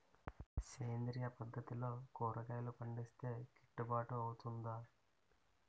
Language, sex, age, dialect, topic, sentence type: Telugu, male, 18-24, Utterandhra, agriculture, question